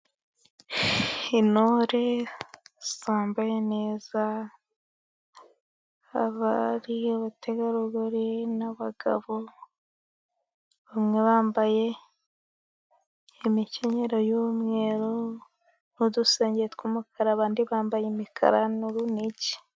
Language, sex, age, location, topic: Kinyarwanda, female, 18-24, Musanze, government